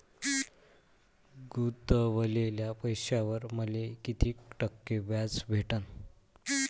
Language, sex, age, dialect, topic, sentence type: Marathi, male, 25-30, Varhadi, banking, question